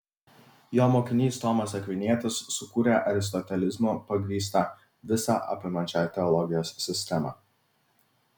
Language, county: Lithuanian, Vilnius